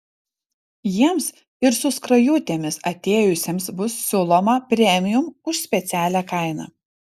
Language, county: Lithuanian, Vilnius